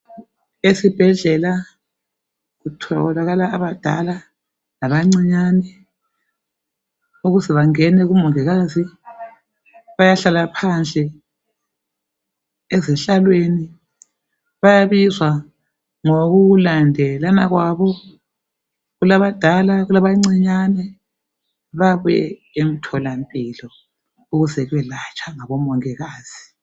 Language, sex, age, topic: North Ndebele, female, 50+, health